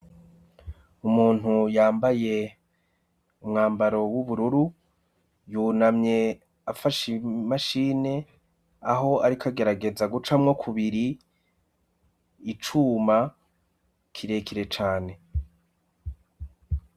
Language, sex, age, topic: Rundi, male, 25-35, education